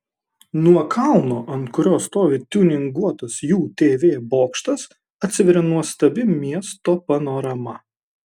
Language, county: Lithuanian, Kaunas